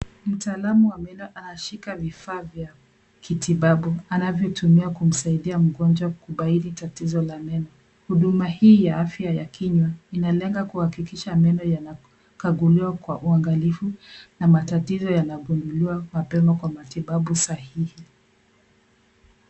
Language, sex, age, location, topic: Swahili, female, 25-35, Nairobi, health